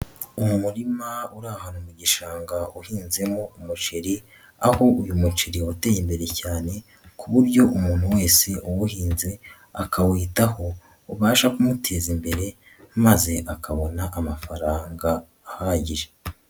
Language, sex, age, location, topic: Kinyarwanda, male, 18-24, Nyagatare, agriculture